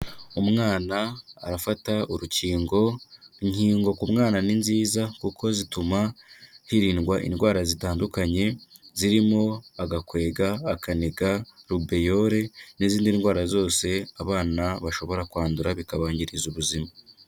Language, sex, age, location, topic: Kinyarwanda, male, 25-35, Kigali, health